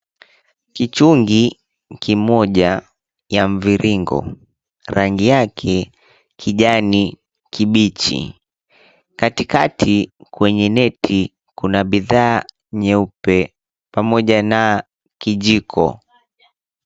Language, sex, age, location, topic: Swahili, female, 18-24, Mombasa, agriculture